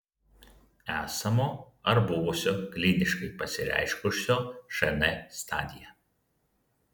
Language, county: Lithuanian, Vilnius